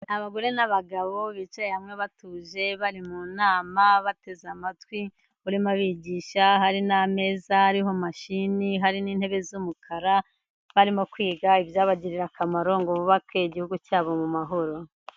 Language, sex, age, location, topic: Kinyarwanda, female, 50+, Kigali, finance